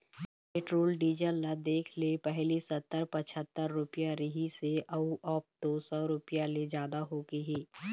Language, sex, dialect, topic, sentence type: Chhattisgarhi, female, Eastern, banking, statement